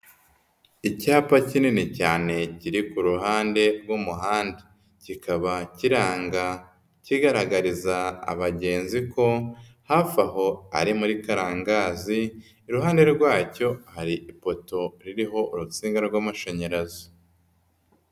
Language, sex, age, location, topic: Kinyarwanda, female, 18-24, Nyagatare, government